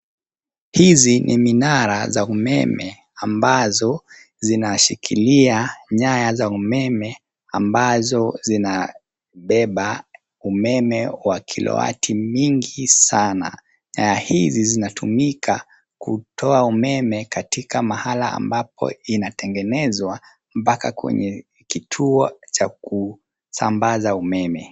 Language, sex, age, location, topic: Swahili, male, 25-35, Nairobi, government